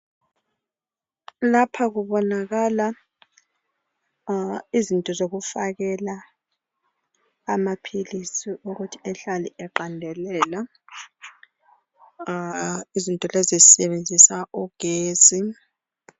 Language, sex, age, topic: North Ndebele, female, 36-49, health